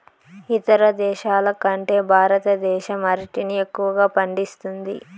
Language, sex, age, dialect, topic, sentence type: Telugu, female, 18-24, Southern, agriculture, statement